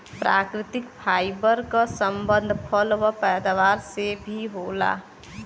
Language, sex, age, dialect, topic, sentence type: Bhojpuri, female, 18-24, Western, agriculture, statement